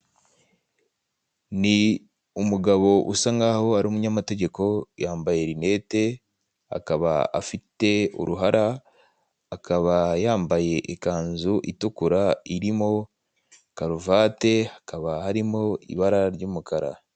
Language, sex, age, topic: Kinyarwanda, male, 18-24, government